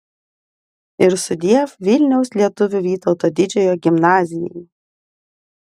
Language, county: Lithuanian, Vilnius